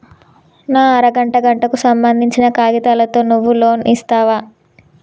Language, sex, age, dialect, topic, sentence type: Telugu, female, 18-24, Telangana, banking, question